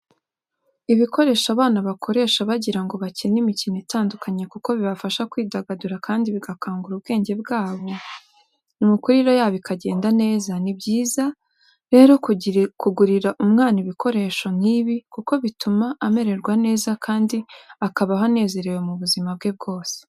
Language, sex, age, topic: Kinyarwanda, female, 18-24, education